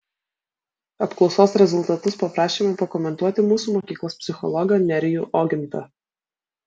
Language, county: Lithuanian, Vilnius